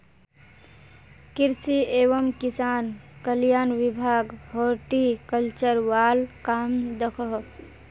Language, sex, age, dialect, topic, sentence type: Magahi, female, 18-24, Northeastern/Surjapuri, agriculture, statement